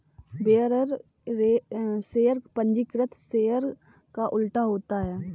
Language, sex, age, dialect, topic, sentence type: Hindi, female, 18-24, Kanauji Braj Bhasha, banking, statement